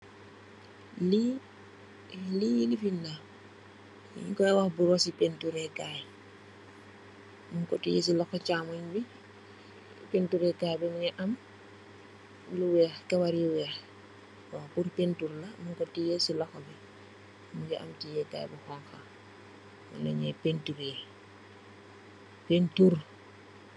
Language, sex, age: Wolof, female, 25-35